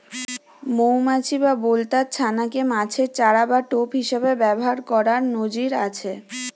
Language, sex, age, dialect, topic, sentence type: Bengali, female, 18-24, Western, agriculture, statement